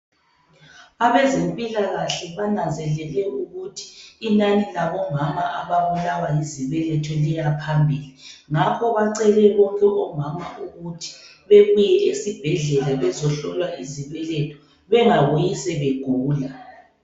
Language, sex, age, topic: North Ndebele, female, 25-35, health